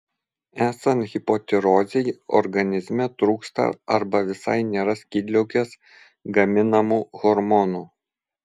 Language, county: Lithuanian, Vilnius